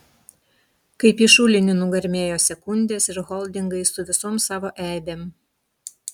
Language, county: Lithuanian, Utena